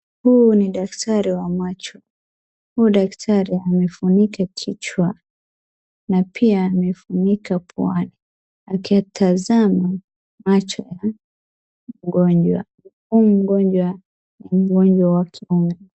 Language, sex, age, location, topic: Swahili, female, 18-24, Wajir, health